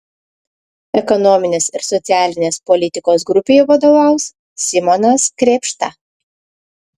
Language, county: Lithuanian, Klaipėda